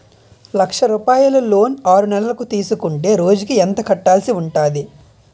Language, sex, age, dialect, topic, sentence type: Telugu, male, 25-30, Utterandhra, banking, question